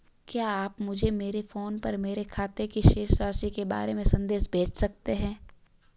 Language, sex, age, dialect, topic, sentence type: Hindi, female, 18-24, Marwari Dhudhari, banking, question